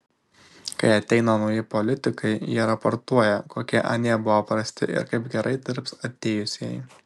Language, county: Lithuanian, Šiauliai